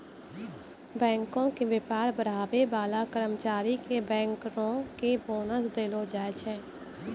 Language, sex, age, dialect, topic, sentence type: Maithili, female, 25-30, Angika, banking, statement